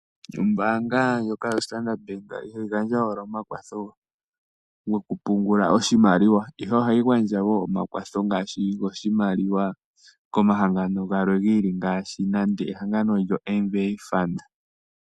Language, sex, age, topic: Oshiwambo, male, 25-35, finance